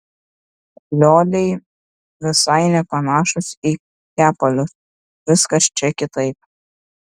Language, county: Lithuanian, Šiauliai